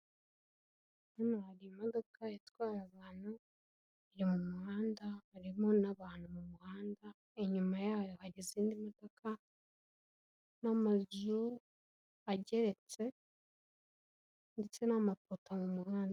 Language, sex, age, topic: Kinyarwanda, female, 18-24, government